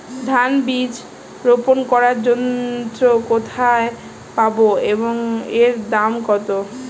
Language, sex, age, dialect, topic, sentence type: Bengali, female, 25-30, Standard Colloquial, agriculture, question